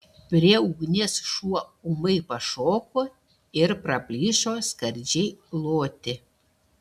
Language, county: Lithuanian, Šiauliai